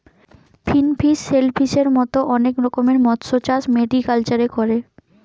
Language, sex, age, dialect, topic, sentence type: Bengali, female, 25-30, Western, agriculture, statement